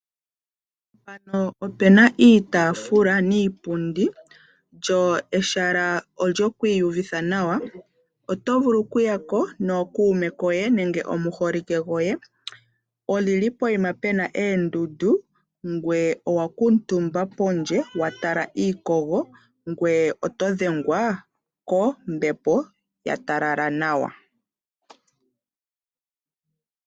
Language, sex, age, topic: Oshiwambo, female, 25-35, agriculture